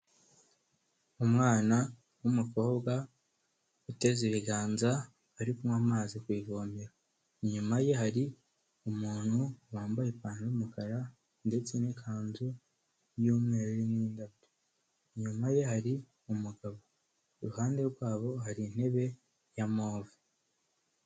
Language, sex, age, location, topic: Kinyarwanda, male, 18-24, Kigali, health